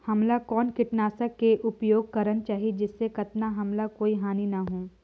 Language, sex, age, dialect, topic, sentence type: Chhattisgarhi, female, 18-24, Northern/Bhandar, agriculture, question